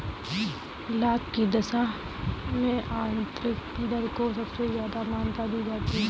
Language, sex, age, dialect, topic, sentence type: Hindi, female, 25-30, Kanauji Braj Bhasha, banking, statement